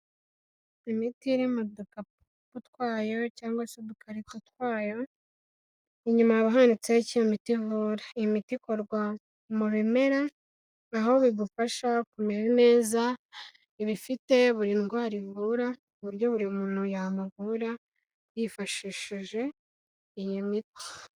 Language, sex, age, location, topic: Kinyarwanda, female, 18-24, Kigali, health